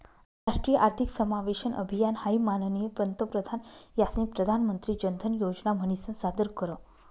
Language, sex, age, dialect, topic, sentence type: Marathi, female, 46-50, Northern Konkan, banking, statement